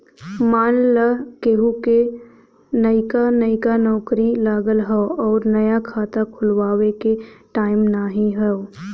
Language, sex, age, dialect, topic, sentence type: Bhojpuri, female, 18-24, Western, banking, statement